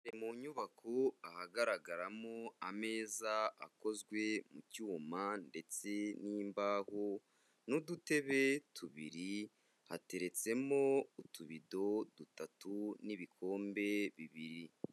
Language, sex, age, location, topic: Kinyarwanda, male, 25-35, Kigali, education